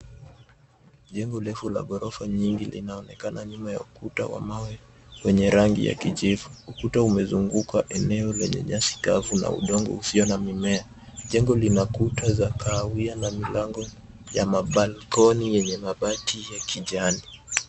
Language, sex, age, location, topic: Swahili, male, 18-24, Nairobi, finance